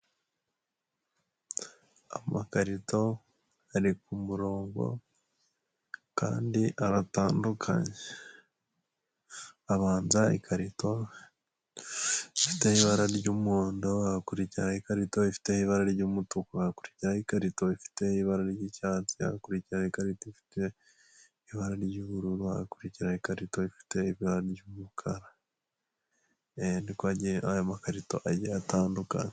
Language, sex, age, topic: Kinyarwanda, male, 25-35, health